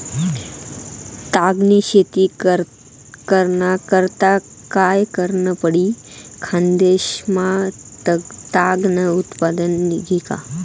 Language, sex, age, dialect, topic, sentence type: Marathi, male, 18-24, Northern Konkan, agriculture, statement